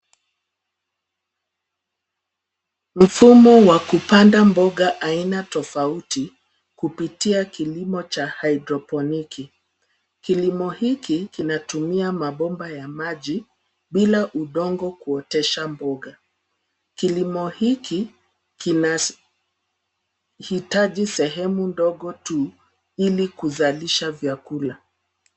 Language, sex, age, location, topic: Swahili, female, 50+, Nairobi, agriculture